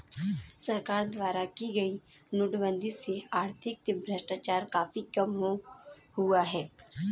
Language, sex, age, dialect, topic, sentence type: Hindi, female, 18-24, Kanauji Braj Bhasha, banking, statement